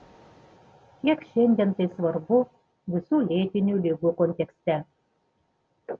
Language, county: Lithuanian, Panevėžys